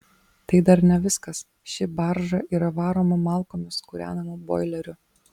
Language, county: Lithuanian, Vilnius